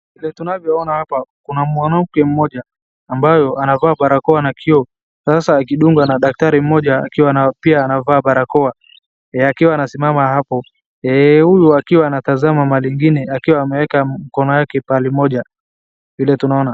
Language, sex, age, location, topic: Swahili, male, 18-24, Wajir, health